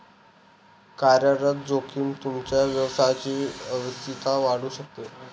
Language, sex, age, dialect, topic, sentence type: Marathi, male, 18-24, Northern Konkan, banking, statement